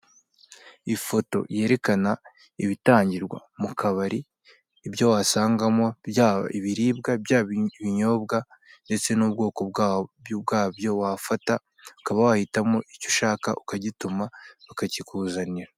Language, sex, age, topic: Kinyarwanda, male, 18-24, finance